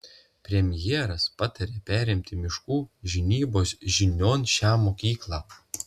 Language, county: Lithuanian, Telšiai